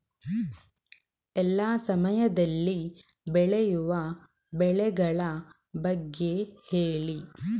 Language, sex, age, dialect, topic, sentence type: Kannada, female, 18-24, Coastal/Dakshin, agriculture, question